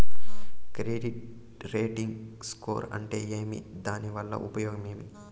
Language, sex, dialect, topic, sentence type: Telugu, male, Southern, banking, question